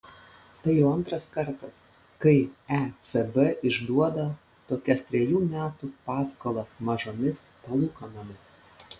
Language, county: Lithuanian, Panevėžys